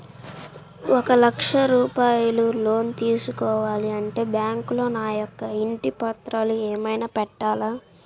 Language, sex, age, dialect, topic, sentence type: Telugu, female, 18-24, Central/Coastal, banking, question